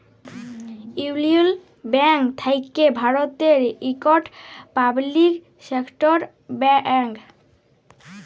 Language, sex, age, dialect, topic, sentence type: Bengali, female, <18, Jharkhandi, banking, statement